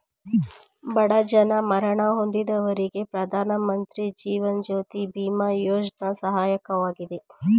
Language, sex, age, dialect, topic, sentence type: Kannada, female, 25-30, Mysore Kannada, banking, statement